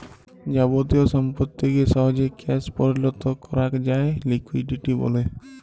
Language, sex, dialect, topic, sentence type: Bengali, male, Jharkhandi, banking, statement